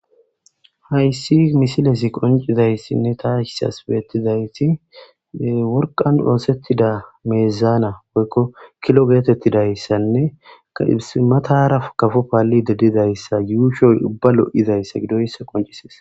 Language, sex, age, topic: Gamo, male, 18-24, government